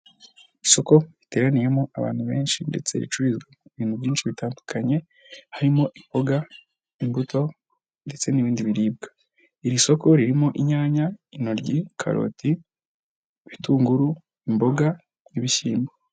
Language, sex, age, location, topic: Kinyarwanda, male, 25-35, Kigali, finance